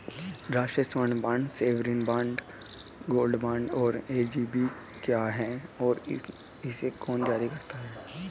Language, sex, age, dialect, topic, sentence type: Hindi, male, 18-24, Hindustani Malvi Khadi Boli, banking, question